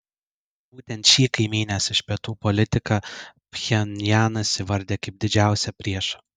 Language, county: Lithuanian, Vilnius